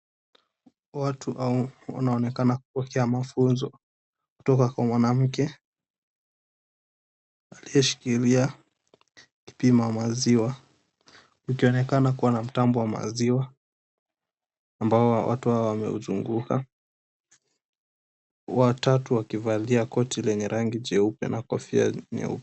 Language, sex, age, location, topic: Swahili, male, 18-24, Mombasa, agriculture